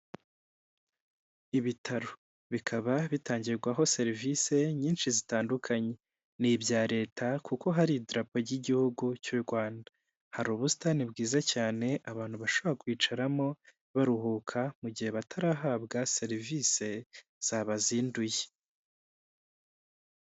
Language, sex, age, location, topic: Kinyarwanda, male, 18-24, Huye, health